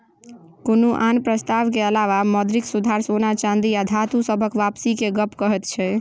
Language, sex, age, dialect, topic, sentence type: Maithili, female, 18-24, Bajjika, banking, statement